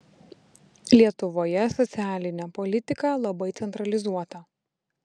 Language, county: Lithuanian, Vilnius